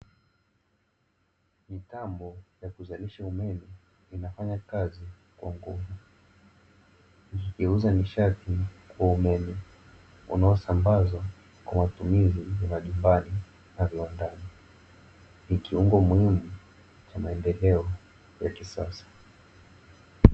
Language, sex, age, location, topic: Swahili, male, 18-24, Dar es Salaam, government